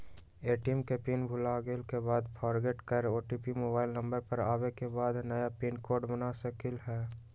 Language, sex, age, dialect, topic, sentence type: Magahi, male, 18-24, Western, banking, question